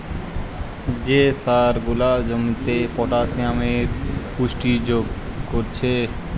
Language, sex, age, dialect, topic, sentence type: Bengali, male, 18-24, Western, agriculture, statement